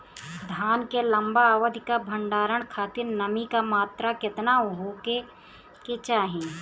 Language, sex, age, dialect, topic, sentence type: Bhojpuri, female, 31-35, Southern / Standard, agriculture, question